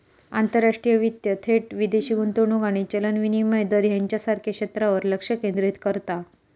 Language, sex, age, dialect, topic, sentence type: Marathi, female, 25-30, Southern Konkan, banking, statement